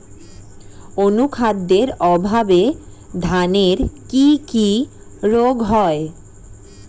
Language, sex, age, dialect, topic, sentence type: Bengali, female, 18-24, Standard Colloquial, agriculture, question